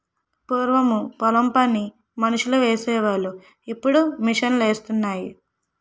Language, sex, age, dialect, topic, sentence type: Telugu, female, 18-24, Utterandhra, agriculture, statement